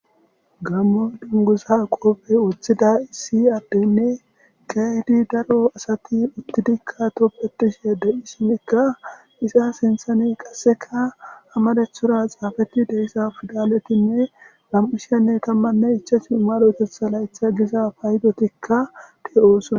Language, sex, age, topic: Gamo, male, 18-24, government